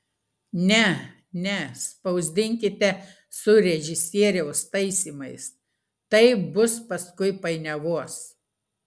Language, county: Lithuanian, Klaipėda